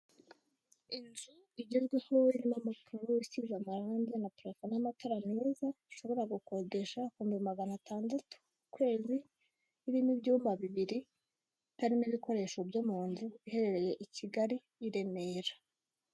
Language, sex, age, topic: Kinyarwanda, female, 25-35, finance